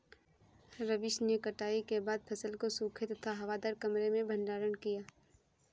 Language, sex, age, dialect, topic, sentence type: Hindi, female, 25-30, Kanauji Braj Bhasha, agriculture, statement